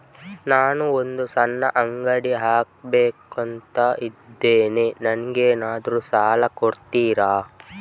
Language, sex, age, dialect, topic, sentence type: Kannada, male, 25-30, Coastal/Dakshin, banking, question